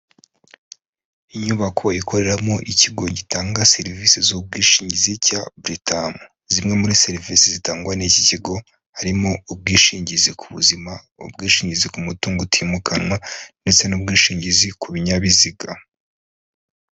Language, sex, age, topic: Kinyarwanda, male, 25-35, finance